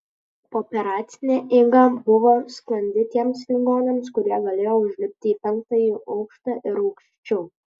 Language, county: Lithuanian, Kaunas